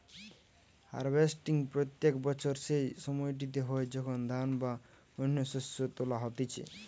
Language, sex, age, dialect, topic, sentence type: Bengali, male, 18-24, Western, agriculture, statement